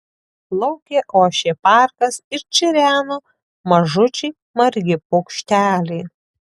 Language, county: Lithuanian, Tauragė